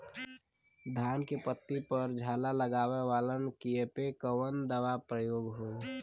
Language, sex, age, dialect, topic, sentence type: Bhojpuri, male, <18, Western, agriculture, question